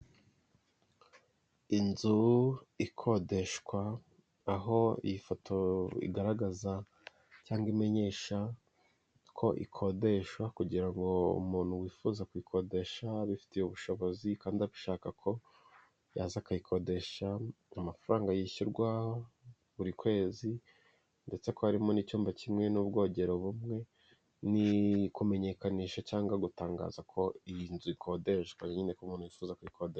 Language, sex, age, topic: Kinyarwanda, male, 18-24, finance